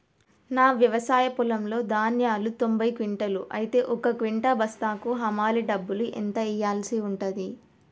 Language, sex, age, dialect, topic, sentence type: Telugu, female, 36-40, Telangana, agriculture, question